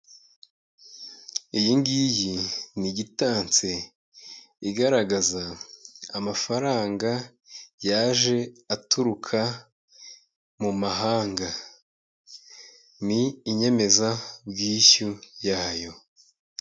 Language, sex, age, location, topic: Kinyarwanda, male, 25-35, Kigali, finance